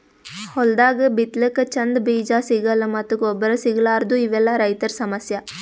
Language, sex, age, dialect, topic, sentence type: Kannada, female, 18-24, Northeastern, agriculture, statement